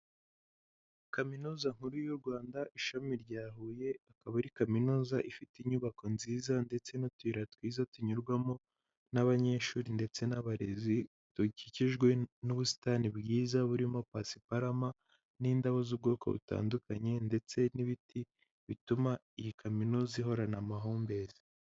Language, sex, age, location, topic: Kinyarwanda, male, 18-24, Huye, education